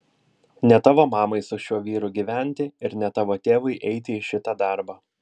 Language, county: Lithuanian, Vilnius